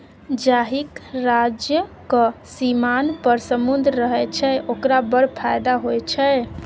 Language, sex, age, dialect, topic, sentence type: Maithili, female, 60-100, Bajjika, agriculture, statement